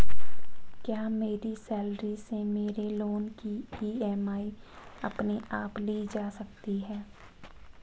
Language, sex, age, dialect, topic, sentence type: Hindi, female, 25-30, Marwari Dhudhari, banking, question